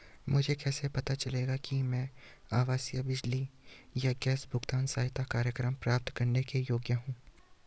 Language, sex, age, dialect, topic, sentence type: Hindi, male, 18-24, Hindustani Malvi Khadi Boli, banking, question